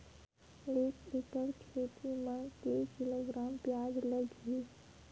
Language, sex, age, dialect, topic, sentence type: Chhattisgarhi, female, 18-24, Western/Budati/Khatahi, agriculture, question